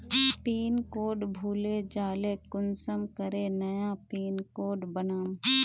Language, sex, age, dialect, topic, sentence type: Magahi, female, 18-24, Northeastern/Surjapuri, banking, question